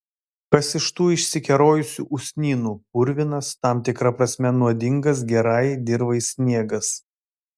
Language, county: Lithuanian, Vilnius